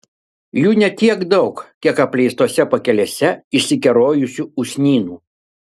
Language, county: Lithuanian, Kaunas